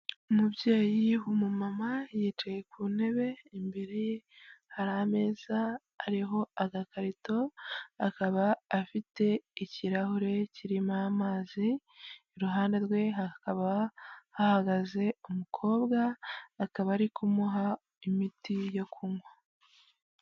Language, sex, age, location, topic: Kinyarwanda, female, 25-35, Huye, health